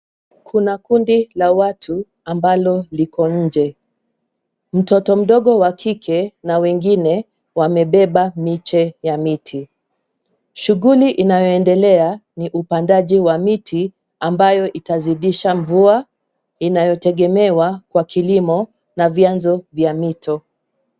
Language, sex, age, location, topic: Swahili, female, 50+, Nairobi, government